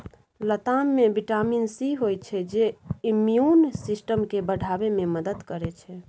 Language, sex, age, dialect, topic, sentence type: Maithili, female, 25-30, Bajjika, agriculture, statement